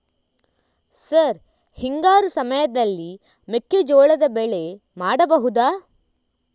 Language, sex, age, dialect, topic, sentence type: Kannada, female, 31-35, Coastal/Dakshin, agriculture, question